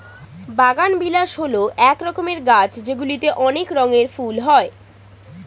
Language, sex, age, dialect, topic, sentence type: Bengali, female, 18-24, Standard Colloquial, agriculture, statement